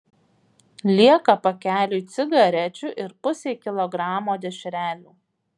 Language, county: Lithuanian, Vilnius